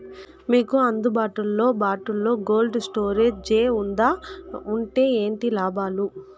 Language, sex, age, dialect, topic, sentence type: Telugu, female, 41-45, Southern, agriculture, question